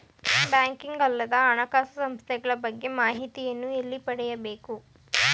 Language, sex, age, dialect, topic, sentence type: Kannada, female, 18-24, Mysore Kannada, banking, question